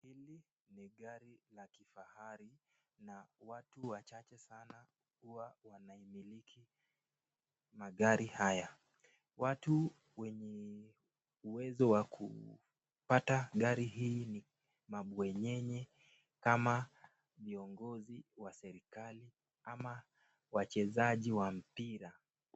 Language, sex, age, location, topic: Swahili, male, 18-24, Nakuru, finance